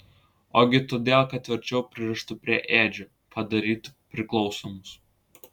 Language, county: Lithuanian, Klaipėda